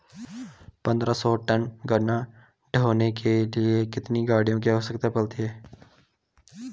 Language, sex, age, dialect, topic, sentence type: Hindi, male, 18-24, Garhwali, agriculture, question